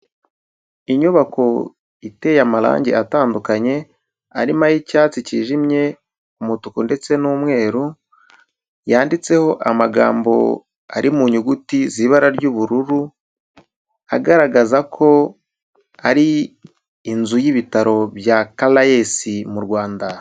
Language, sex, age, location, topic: Kinyarwanda, male, 25-35, Huye, health